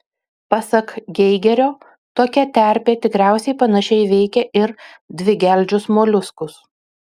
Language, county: Lithuanian, Utena